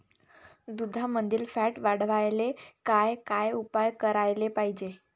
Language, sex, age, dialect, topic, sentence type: Marathi, female, 18-24, Varhadi, agriculture, question